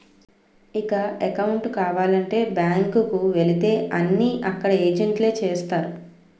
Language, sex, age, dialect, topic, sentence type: Telugu, female, 36-40, Utterandhra, banking, statement